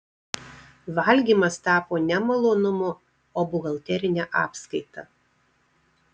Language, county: Lithuanian, Marijampolė